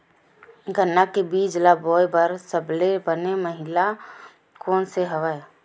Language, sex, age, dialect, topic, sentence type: Chhattisgarhi, female, 18-24, Western/Budati/Khatahi, agriculture, question